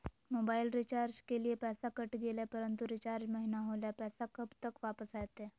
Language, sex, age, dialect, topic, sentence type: Magahi, female, 25-30, Southern, banking, question